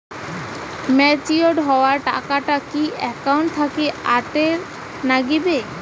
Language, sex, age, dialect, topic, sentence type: Bengali, female, 18-24, Rajbangshi, banking, question